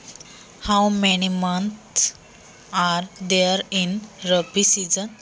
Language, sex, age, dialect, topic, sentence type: Marathi, female, 18-24, Standard Marathi, agriculture, question